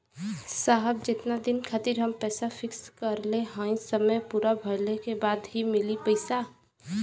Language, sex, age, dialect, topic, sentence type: Bhojpuri, female, 18-24, Western, banking, question